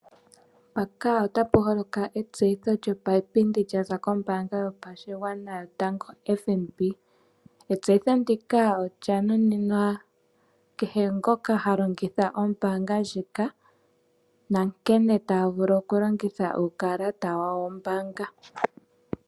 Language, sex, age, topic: Oshiwambo, female, 25-35, finance